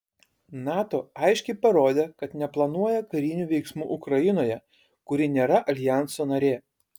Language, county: Lithuanian, Kaunas